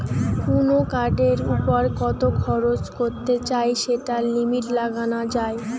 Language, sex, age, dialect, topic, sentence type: Bengali, female, 18-24, Western, banking, statement